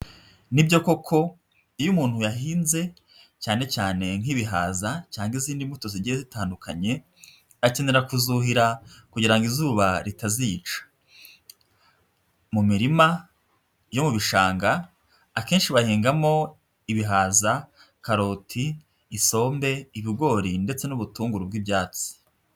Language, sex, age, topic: Kinyarwanda, female, 25-35, agriculture